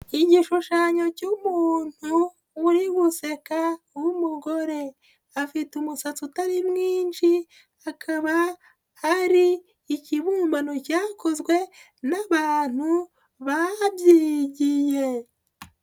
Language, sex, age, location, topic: Kinyarwanda, female, 25-35, Nyagatare, education